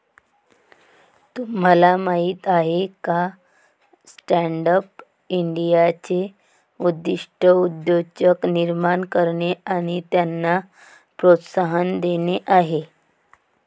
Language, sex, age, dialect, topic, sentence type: Marathi, female, 36-40, Varhadi, banking, statement